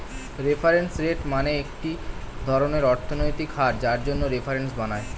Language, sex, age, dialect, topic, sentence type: Bengali, male, 18-24, Standard Colloquial, banking, statement